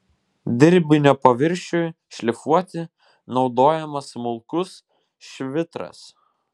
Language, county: Lithuanian, Vilnius